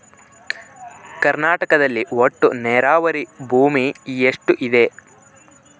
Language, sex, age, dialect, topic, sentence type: Kannada, male, 18-24, Central, agriculture, question